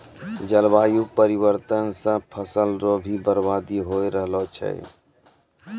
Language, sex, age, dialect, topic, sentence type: Maithili, male, 46-50, Angika, agriculture, statement